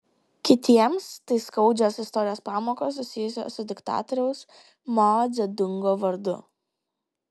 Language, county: Lithuanian, Kaunas